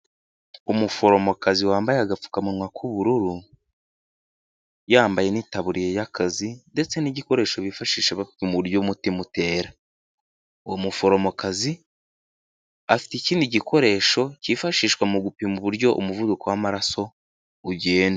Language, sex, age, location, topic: Kinyarwanda, male, 18-24, Huye, health